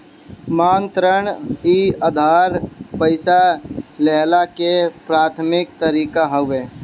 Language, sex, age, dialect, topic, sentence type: Bhojpuri, male, 18-24, Northern, banking, statement